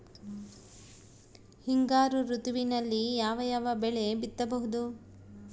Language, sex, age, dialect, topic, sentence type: Kannada, female, 36-40, Central, agriculture, question